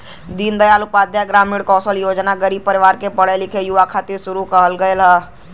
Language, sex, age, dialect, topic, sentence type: Bhojpuri, male, <18, Western, banking, statement